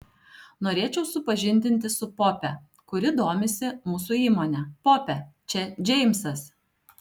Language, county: Lithuanian, Alytus